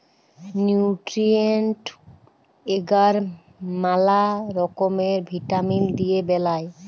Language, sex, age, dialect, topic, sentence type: Bengali, female, 41-45, Jharkhandi, agriculture, statement